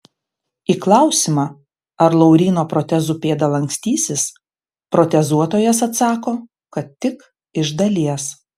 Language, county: Lithuanian, Panevėžys